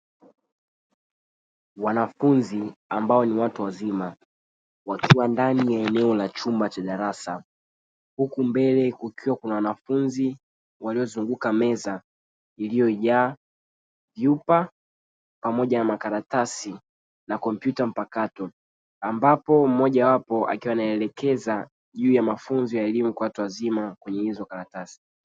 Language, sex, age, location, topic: Swahili, male, 36-49, Dar es Salaam, education